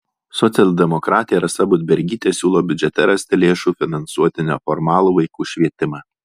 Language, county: Lithuanian, Alytus